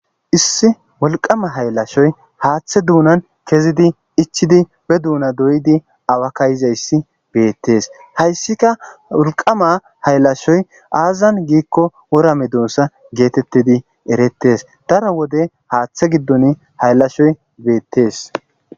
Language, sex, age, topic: Gamo, male, 25-35, agriculture